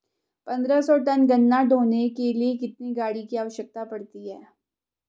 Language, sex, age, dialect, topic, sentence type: Hindi, female, 18-24, Garhwali, agriculture, question